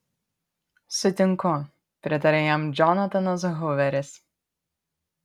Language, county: Lithuanian, Panevėžys